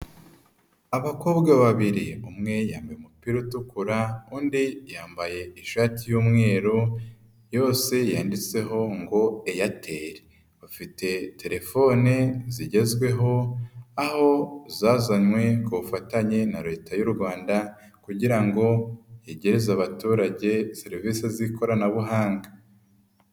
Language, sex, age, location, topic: Kinyarwanda, male, 25-35, Nyagatare, finance